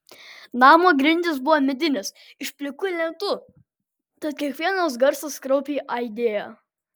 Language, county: Lithuanian, Vilnius